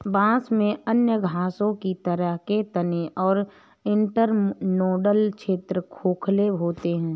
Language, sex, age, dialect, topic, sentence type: Hindi, female, 31-35, Awadhi Bundeli, agriculture, statement